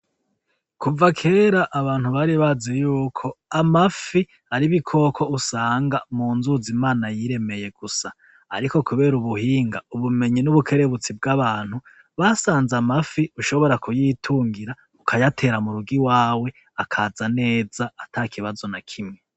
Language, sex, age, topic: Rundi, male, 36-49, agriculture